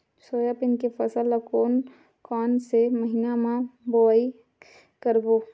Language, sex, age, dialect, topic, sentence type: Chhattisgarhi, female, 31-35, Western/Budati/Khatahi, agriculture, question